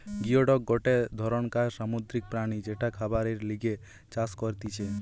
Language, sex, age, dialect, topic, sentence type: Bengali, male, 18-24, Western, agriculture, statement